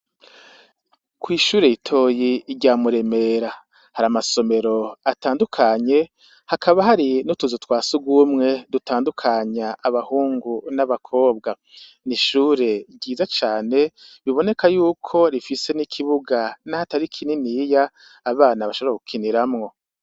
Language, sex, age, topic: Rundi, male, 50+, education